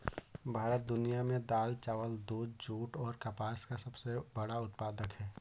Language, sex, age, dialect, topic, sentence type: Hindi, male, 18-24, Awadhi Bundeli, agriculture, statement